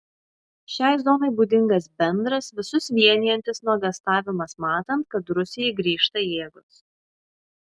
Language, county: Lithuanian, Šiauliai